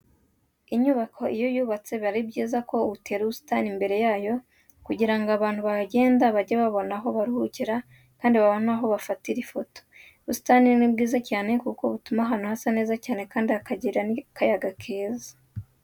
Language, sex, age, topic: Kinyarwanda, female, 18-24, education